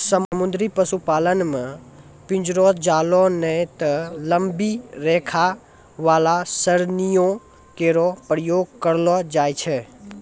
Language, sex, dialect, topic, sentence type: Maithili, male, Angika, agriculture, statement